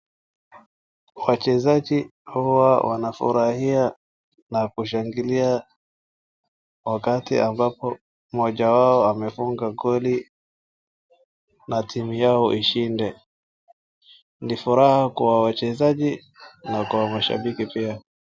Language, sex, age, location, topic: Swahili, male, 18-24, Wajir, government